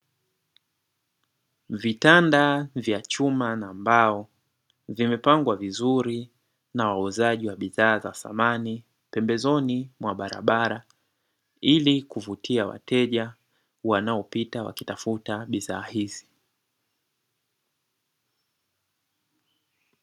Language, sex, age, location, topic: Swahili, male, 18-24, Dar es Salaam, finance